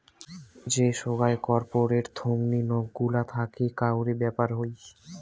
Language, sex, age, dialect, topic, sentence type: Bengali, male, 18-24, Rajbangshi, banking, statement